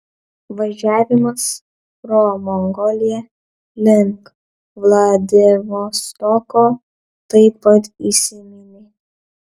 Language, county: Lithuanian, Vilnius